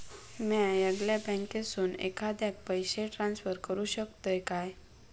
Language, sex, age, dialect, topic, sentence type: Marathi, female, 18-24, Southern Konkan, banking, statement